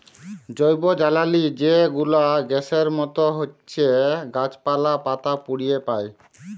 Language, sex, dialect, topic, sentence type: Bengali, male, Jharkhandi, agriculture, statement